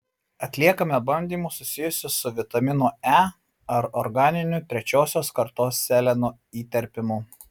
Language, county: Lithuanian, Marijampolė